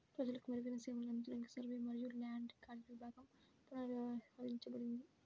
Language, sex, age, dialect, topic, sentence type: Telugu, female, 18-24, Central/Coastal, agriculture, statement